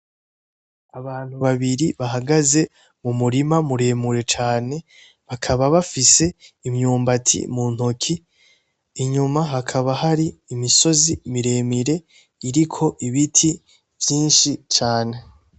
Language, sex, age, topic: Rundi, male, 18-24, agriculture